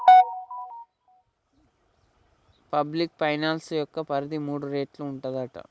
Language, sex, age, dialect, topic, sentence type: Telugu, male, 51-55, Telangana, banking, statement